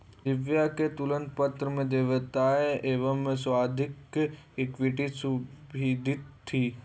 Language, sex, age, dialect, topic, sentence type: Hindi, male, 18-24, Hindustani Malvi Khadi Boli, banking, statement